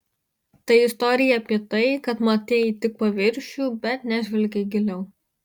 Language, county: Lithuanian, Marijampolė